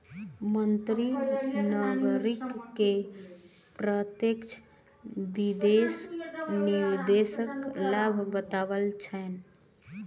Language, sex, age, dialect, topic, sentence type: Maithili, female, 18-24, Southern/Standard, banking, statement